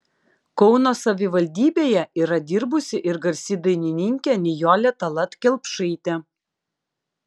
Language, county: Lithuanian, Klaipėda